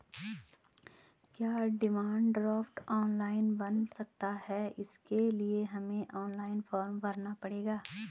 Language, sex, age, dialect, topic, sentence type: Hindi, female, 25-30, Garhwali, banking, question